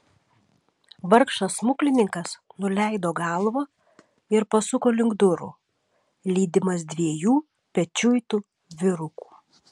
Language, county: Lithuanian, Šiauliai